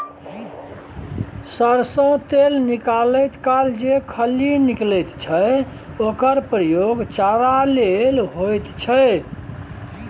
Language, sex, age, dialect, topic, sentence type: Maithili, male, 56-60, Bajjika, agriculture, statement